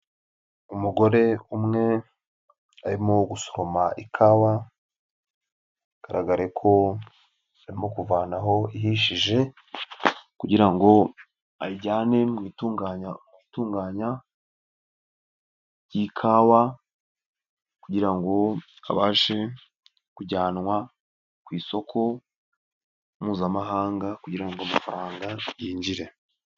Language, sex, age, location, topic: Kinyarwanda, male, 18-24, Nyagatare, agriculture